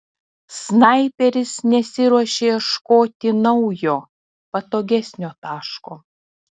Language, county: Lithuanian, Telšiai